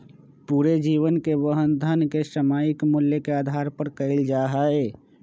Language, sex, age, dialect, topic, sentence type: Magahi, male, 25-30, Western, banking, statement